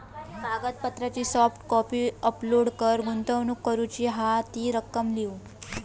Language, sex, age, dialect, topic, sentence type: Marathi, female, 18-24, Southern Konkan, banking, statement